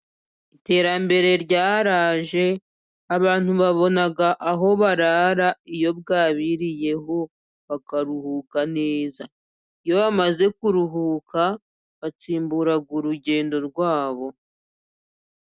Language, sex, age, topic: Kinyarwanda, female, 25-35, finance